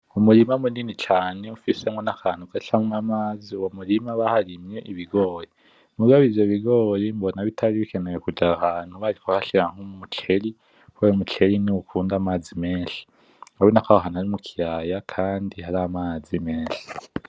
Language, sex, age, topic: Rundi, male, 18-24, agriculture